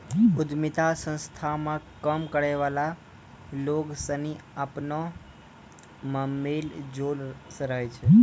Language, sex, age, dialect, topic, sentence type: Maithili, male, 18-24, Angika, banking, statement